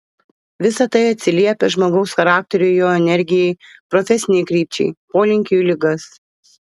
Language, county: Lithuanian, Vilnius